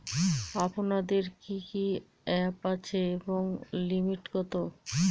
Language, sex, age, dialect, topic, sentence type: Bengali, female, 41-45, Northern/Varendri, banking, question